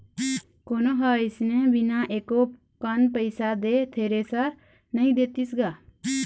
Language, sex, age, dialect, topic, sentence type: Chhattisgarhi, female, 18-24, Eastern, banking, statement